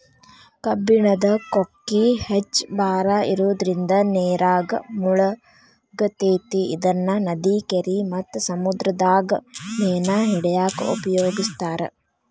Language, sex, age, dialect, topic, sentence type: Kannada, female, 18-24, Dharwad Kannada, agriculture, statement